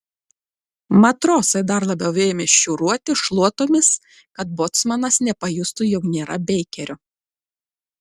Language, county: Lithuanian, Klaipėda